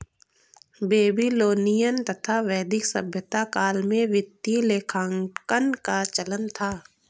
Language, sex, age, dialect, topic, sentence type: Hindi, female, 18-24, Kanauji Braj Bhasha, banking, statement